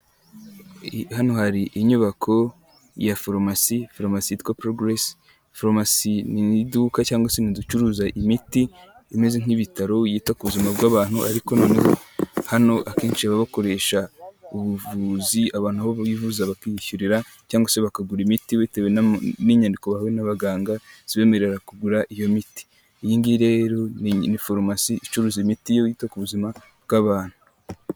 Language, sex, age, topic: Kinyarwanda, male, 18-24, health